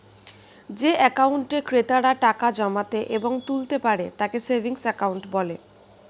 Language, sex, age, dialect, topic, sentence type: Bengali, female, 31-35, Standard Colloquial, banking, statement